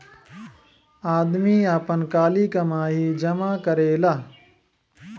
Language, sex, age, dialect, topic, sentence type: Bhojpuri, male, 25-30, Western, banking, statement